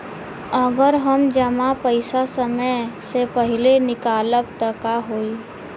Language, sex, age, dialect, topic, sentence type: Bhojpuri, female, 18-24, Western, banking, question